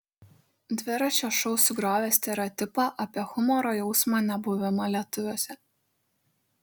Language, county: Lithuanian, Šiauliai